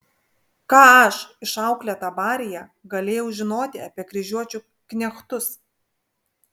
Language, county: Lithuanian, Vilnius